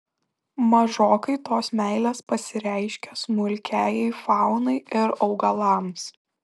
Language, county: Lithuanian, Šiauliai